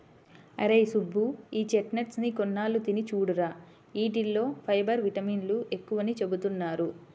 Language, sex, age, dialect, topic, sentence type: Telugu, female, 25-30, Central/Coastal, agriculture, statement